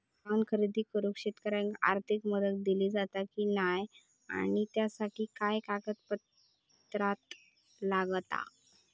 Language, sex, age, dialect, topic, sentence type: Marathi, female, 31-35, Southern Konkan, agriculture, question